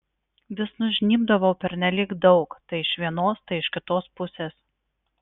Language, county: Lithuanian, Marijampolė